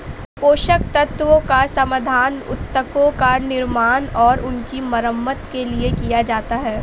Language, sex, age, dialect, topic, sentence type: Hindi, female, 18-24, Awadhi Bundeli, agriculture, statement